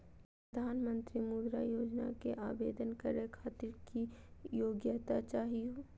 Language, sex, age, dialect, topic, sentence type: Magahi, female, 25-30, Southern, banking, question